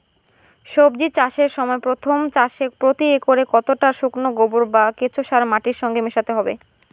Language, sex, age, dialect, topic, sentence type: Bengali, female, 18-24, Rajbangshi, agriculture, question